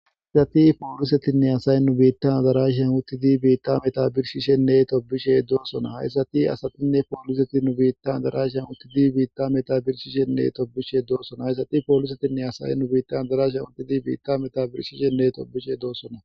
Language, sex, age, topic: Gamo, male, 18-24, government